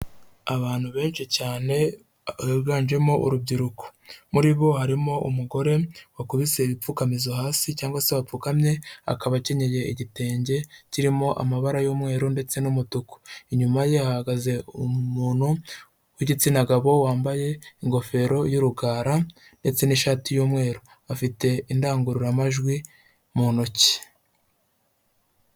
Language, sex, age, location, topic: Kinyarwanda, male, 25-35, Huye, health